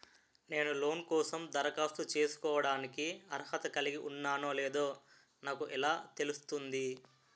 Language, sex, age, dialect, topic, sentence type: Telugu, male, 18-24, Utterandhra, banking, statement